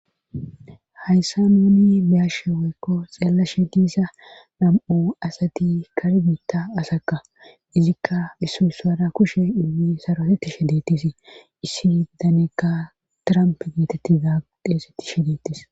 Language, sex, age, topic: Gamo, female, 18-24, government